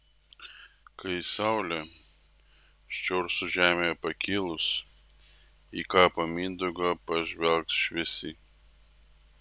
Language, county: Lithuanian, Vilnius